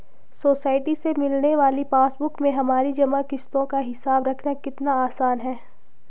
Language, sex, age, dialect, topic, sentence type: Hindi, female, 25-30, Garhwali, banking, statement